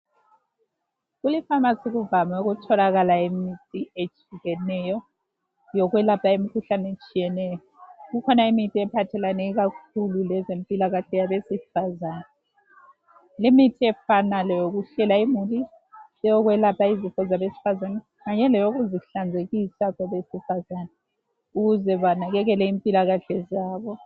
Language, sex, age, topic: North Ndebele, female, 36-49, health